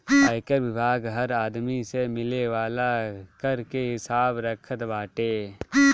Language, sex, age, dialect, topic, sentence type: Bhojpuri, male, 18-24, Northern, banking, statement